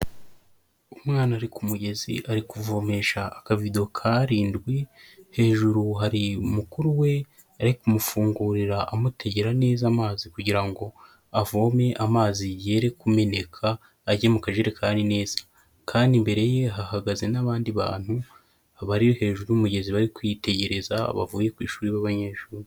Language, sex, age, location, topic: Kinyarwanda, male, 25-35, Huye, health